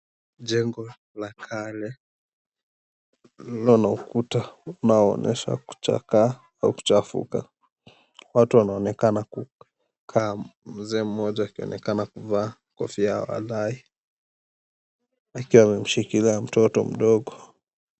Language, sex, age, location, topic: Swahili, male, 18-24, Mombasa, government